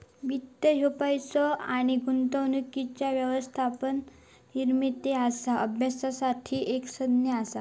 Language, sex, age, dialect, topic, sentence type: Marathi, female, 25-30, Southern Konkan, banking, statement